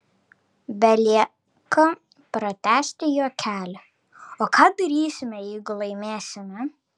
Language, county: Lithuanian, Kaunas